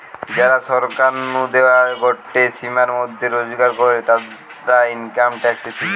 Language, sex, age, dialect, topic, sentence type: Bengali, male, 18-24, Western, banking, statement